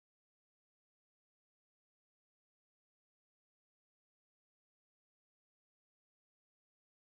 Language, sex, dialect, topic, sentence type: Chhattisgarhi, female, Central, banking, statement